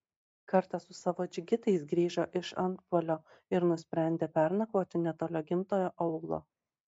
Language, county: Lithuanian, Marijampolė